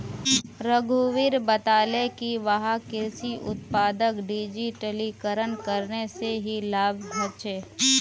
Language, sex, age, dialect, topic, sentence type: Magahi, female, 18-24, Northeastern/Surjapuri, agriculture, statement